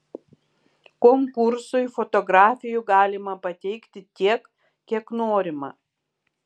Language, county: Lithuanian, Kaunas